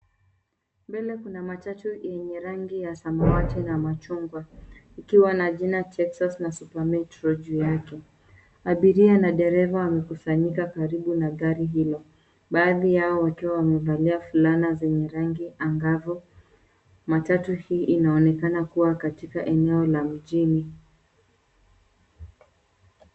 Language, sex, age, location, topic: Swahili, female, 18-24, Nairobi, government